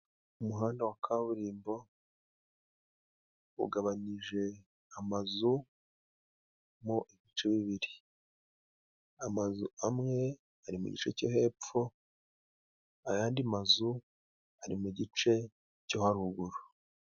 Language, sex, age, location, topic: Kinyarwanda, male, 25-35, Musanze, government